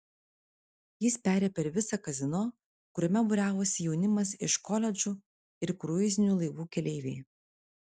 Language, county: Lithuanian, Vilnius